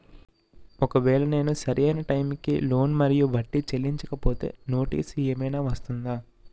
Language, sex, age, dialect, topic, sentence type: Telugu, male, 41-45, Utterandhra, banking, question